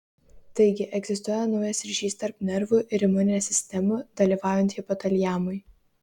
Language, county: Lithuanian, Kaunas